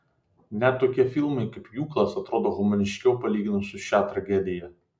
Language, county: Lithuanian, Vilnius